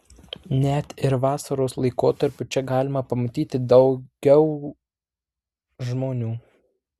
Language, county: Lithuanian, Vilnius